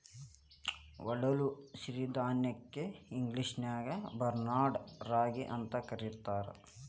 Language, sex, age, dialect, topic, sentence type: Kannada, male, 18-24, Dharwad Kannada, agriculture, statement